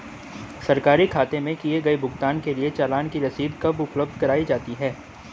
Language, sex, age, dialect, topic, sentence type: Hindi, male, 18-24, Hindustani Malvi Khadi Boli, banking, question